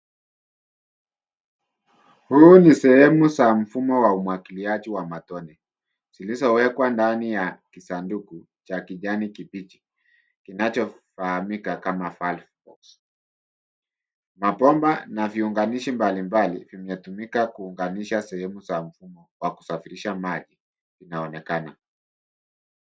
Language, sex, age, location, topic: Swahili, male, 50+, Nairobi, agriculture